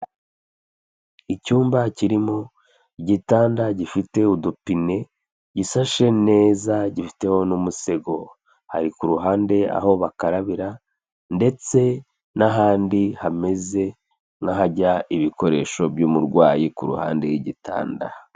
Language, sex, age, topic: Kinyarwanda, female, 25-35, health